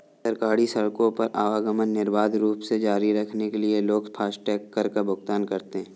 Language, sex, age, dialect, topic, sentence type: Hindi, male, 25-30, Kanauji Braj Bhasha, banking, statement